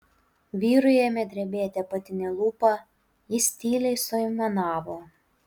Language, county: Lithuanian, Utena